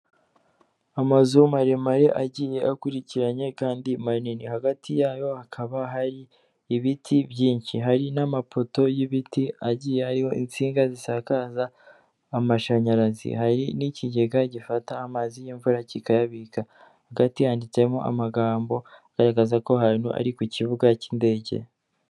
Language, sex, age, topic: Kinyarwanda, female, 18-24, government